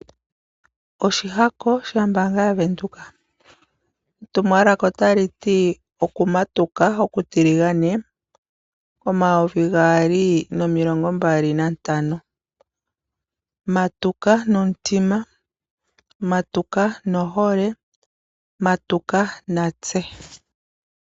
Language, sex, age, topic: Oshiwambo, female, 25-35, finance